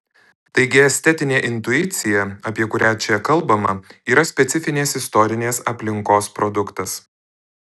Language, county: Lithuanian, Alytus